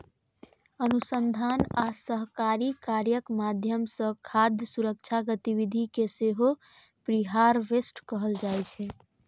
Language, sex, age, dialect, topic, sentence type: Maithili, female, 31-35, Eastern / Thethi, agriculture, statement